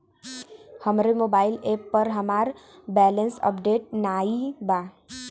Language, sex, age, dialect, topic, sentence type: Bhojpuri, female, 18-24, Western, banking, statement